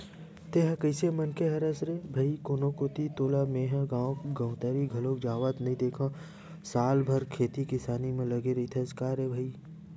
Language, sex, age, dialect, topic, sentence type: Chhattisgarhi, male, 18-24, Western/Budati/Khatahi, agriculture, statement